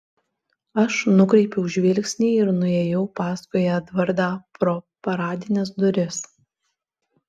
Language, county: Lithuanian, Alytus